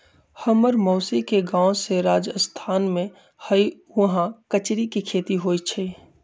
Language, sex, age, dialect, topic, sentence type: Magahi, male, 25-30, Western, agriculture, statement